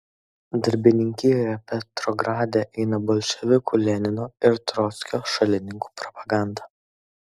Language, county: Lithuanian, Kaunas